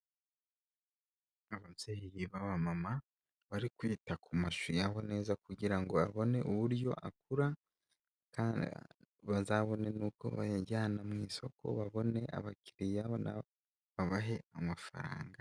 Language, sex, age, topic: Kinyarwanda, male, 18-24, agriculture